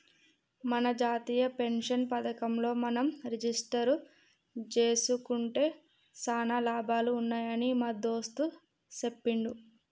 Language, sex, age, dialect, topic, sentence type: Telugu, female, 25-30, Telangana, banking, statement